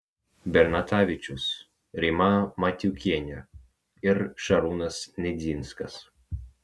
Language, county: Lithuanian, Vilnius